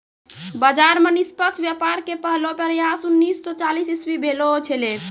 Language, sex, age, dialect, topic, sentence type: Maithili, female, 18-24, Angika, banking, statement